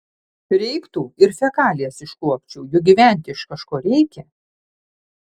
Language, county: Lithuanian, Panevėžys